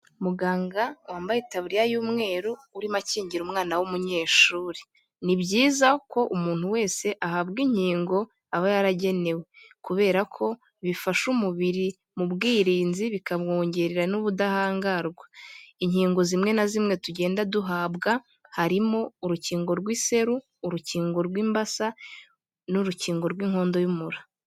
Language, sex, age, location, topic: Kinyarwanda, female, 18-24, Kigali, health